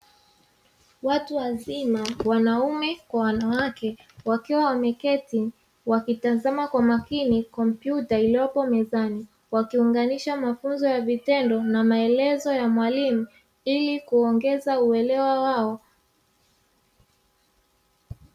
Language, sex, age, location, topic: Swahili, female, 36-49, Dar es Salaam, education